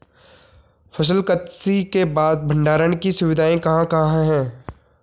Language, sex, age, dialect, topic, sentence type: Hindi, male, 18-24, Garhwali, agriculture, question